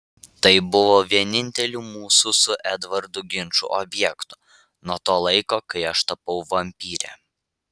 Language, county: Lithuanian, Vilnius